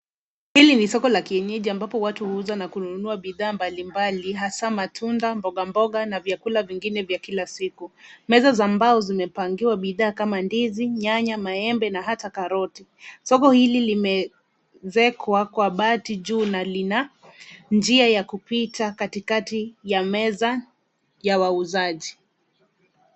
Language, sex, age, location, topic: Swahili, female, 25-35, Nairobi, finance